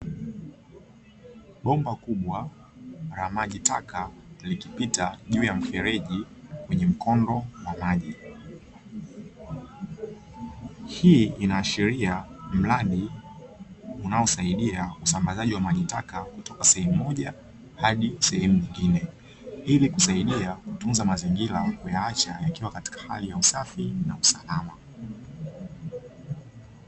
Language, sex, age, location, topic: Swahili, male, 25-35, Dar es Salaam, government